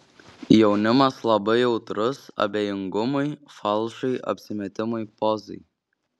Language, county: Lithuanian, Šiauliai